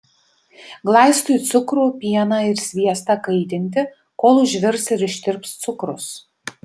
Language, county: Lithuanian, Vilnius